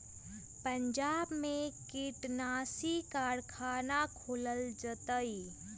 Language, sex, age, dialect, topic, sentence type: Magahi, female, 18-24, Western, agriculture, statement